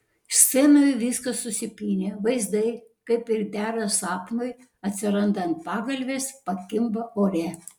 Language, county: Lithuanian, Panevėžys